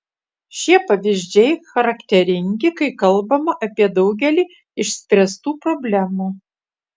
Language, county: Lithuanian, Utena